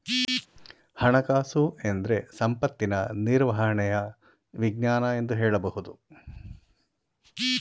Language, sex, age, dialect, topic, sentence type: Kannada, male, 51-55, Mysore Kannada, banking, statement